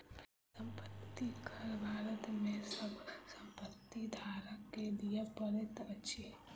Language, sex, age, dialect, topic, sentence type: Maithili, female, 18-24, Southern/Standard, banking, statement